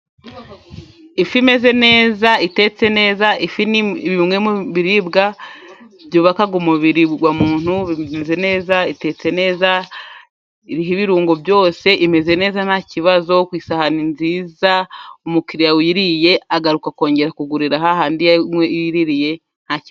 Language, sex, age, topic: Kinyarwanda, female, 25-35, agriculture